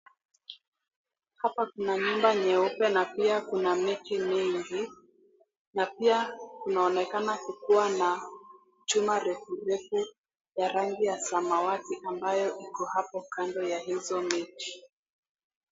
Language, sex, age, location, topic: Swahili, female, 18-24, Mombasa, government